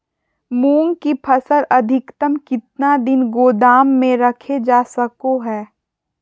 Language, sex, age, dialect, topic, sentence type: Magahi, female, 41-45, Southern, agriculture, question